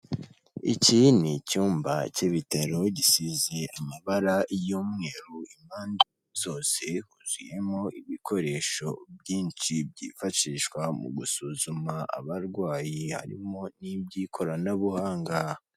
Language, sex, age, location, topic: Kinyarwanda, male, 18-24, Kigali, health